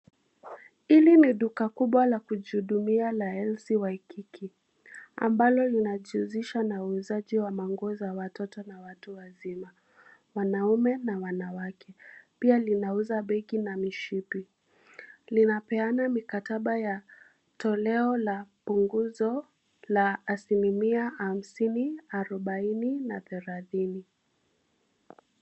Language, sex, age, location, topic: Swahili, female, 25-35, Nairobi, finance